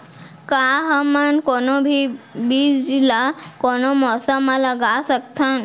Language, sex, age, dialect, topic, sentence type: Chhattisgarhi, female, 18-24, Central, agriculture, question